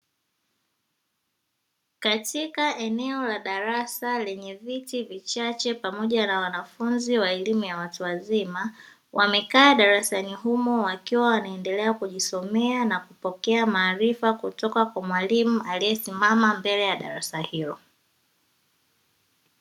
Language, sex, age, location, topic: Swahili, female, 18-24, Dar es Salaam, education